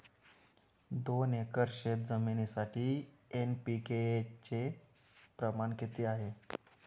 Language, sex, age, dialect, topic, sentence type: Marathi, male, 18-24, Standard Marathi, agriculture, question